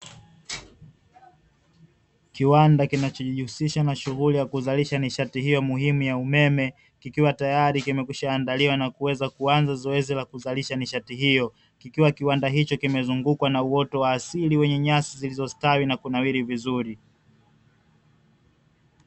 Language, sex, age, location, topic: Swahili, male, 18-24, Dar es Salaam, government